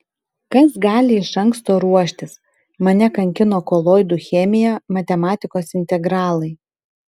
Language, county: Lithuanian, Kaunas